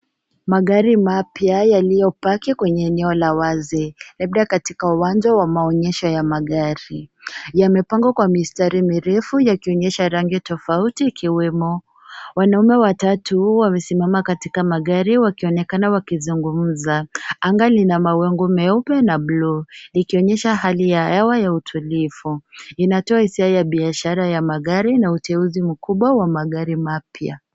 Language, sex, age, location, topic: Swahili, female, 18-24, Nairobi, finance